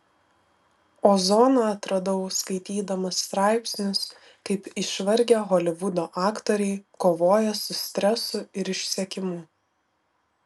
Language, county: Lithuanian, Vilnius